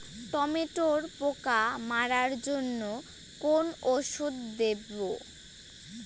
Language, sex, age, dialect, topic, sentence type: Bengali, female, 18-24, Rajbangshi, agriculture, question